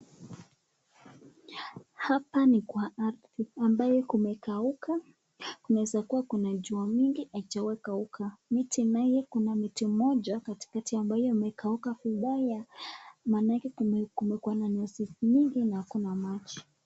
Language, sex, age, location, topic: Swahili, female, 25-35, Nakuru, health